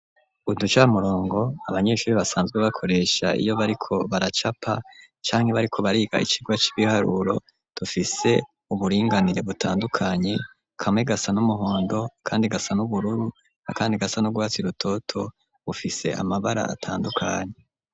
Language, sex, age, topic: Rundi, male, 18-24, education